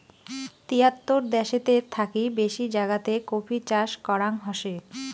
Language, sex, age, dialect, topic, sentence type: Bengali, female, 25-30, Rajbangshi, agriculture, statement